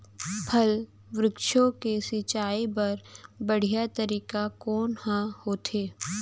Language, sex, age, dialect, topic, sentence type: Chhattisgarhi, female, 25-30, Central, agriculture, question